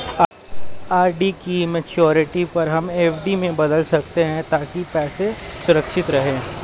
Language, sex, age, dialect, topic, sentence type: Hindi, male, 25-30, Hindustani Malvi Khadi Boli, banking, statement